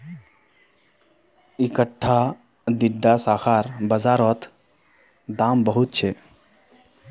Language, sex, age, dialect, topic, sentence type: Magahi, male, 31-35, Northeastern/Surjapuri, agriculture, statement